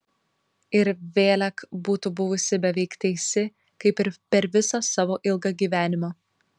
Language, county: Lithuanian, Šiauliai